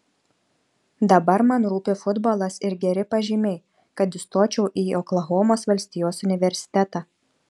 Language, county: Lithuanian, Šiauliai